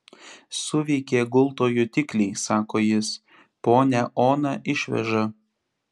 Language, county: Lithuanian, Panevėžys